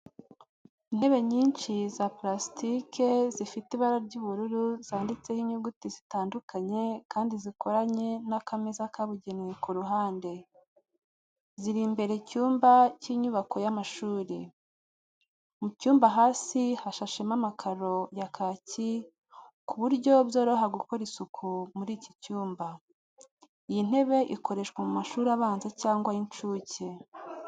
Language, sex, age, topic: Kinyarwanda, female, 36-49, education